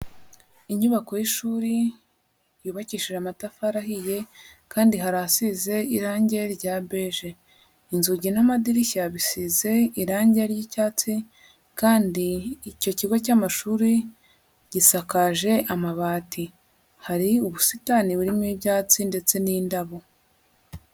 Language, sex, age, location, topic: Kinyarwanda, female, 36-49, Huye, education